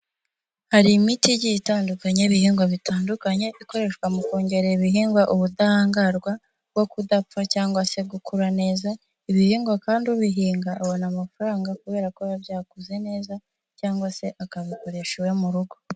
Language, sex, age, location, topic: Kinyarwanda, female, 18-24, Huye, agriculture